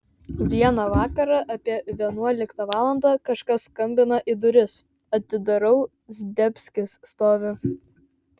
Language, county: Lithuanian, Vilnius